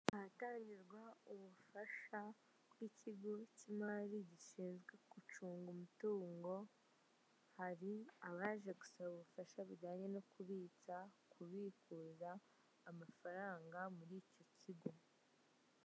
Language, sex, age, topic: Kinyarwanda, male, 18-24, finance